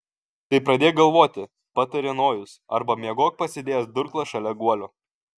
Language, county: Lithuanian, Kaunas